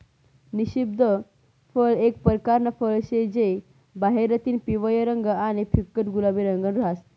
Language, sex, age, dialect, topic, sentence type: Marathi, female, 31-35, Northern Konkan, agriculture, statement